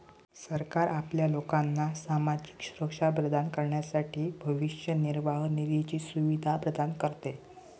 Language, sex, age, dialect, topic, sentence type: Marathi, male, 18-24, Northern Konkan, banking, statement